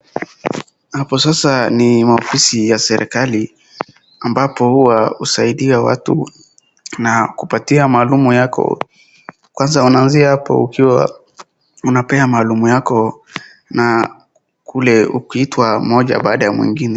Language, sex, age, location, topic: Swahili, male, 18-24, Wajir, government